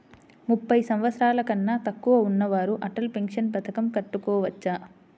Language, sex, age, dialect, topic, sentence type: Telugu, female, 25-30, Central/Coastal, banking, question